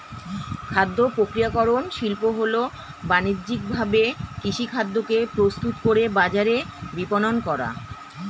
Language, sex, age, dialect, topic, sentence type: Bengali, female, 36-40, Standard Colloquial, agriculture, statement